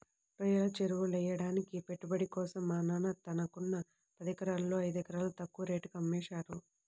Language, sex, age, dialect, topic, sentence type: Telugu, male, 18-24, Central/Coastal, agriculture, statement